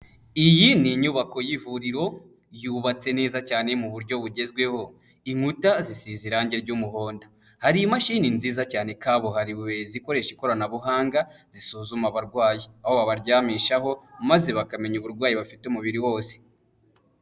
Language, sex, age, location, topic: Kinyarwanda, male, 18-24, Huye, health